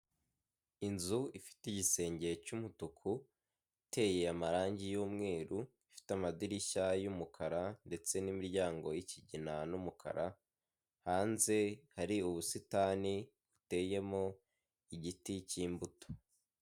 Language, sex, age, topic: Kinyarwanda, male, 18-24, finance